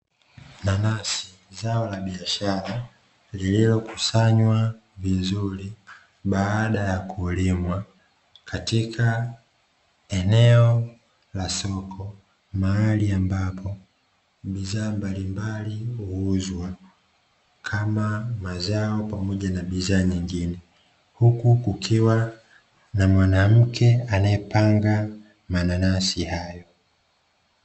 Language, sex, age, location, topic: Swahili, male, 25-35, Dar es Salaam, agriculture